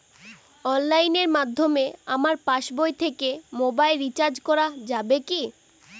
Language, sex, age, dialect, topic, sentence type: Bengali, female, 18-24, Northern/Varendri, banking, question